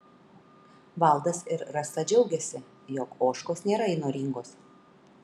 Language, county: Lithuanian, Kaunas